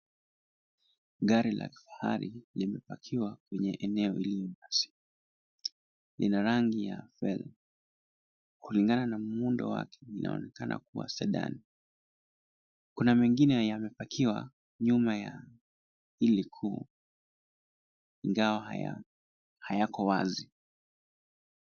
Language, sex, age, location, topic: Swahili, male, 25-35, Nairobi, finance